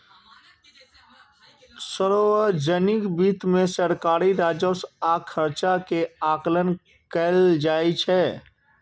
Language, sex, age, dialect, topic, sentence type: Maithili, male, 36-40, Eastern / Thethi, banking, statement